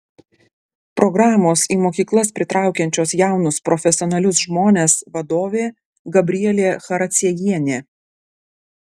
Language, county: Lithuanian, Klaipėda